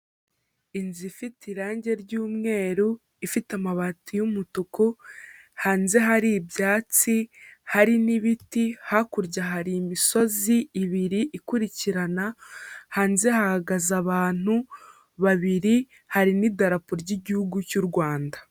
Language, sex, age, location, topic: Kinyarwanda, female, 18-24, Kigali, health